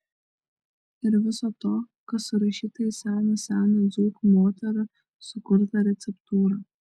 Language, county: Lithuanian, Šiauliai